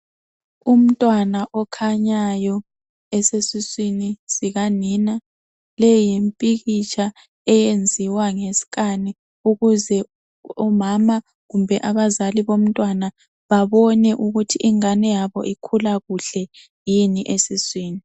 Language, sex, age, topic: North Ndebele, female, 25-35, health